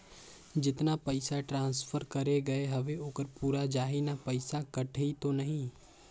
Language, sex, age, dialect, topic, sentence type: Chhattisgarhi, male, 18-24, Northern/Bhandar, banking, question